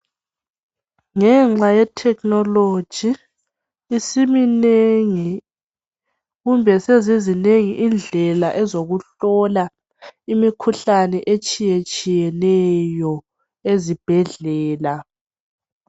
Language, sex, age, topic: North Ndebele, female, 18-24, health